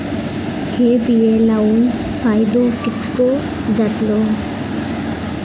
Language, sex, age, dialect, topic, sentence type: Marathi, female, 18-24, Southern Konkan, agriculture, question